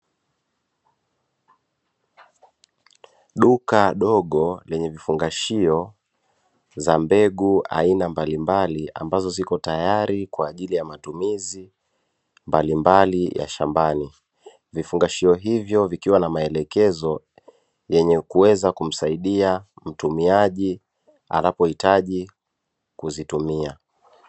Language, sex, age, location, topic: Swahili, male, 25-35, Dar es Salaam, agriculture